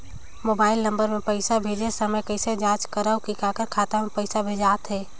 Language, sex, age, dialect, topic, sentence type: Chhattisgarhi, female, 18-24, Northern/Bhandar, banking, question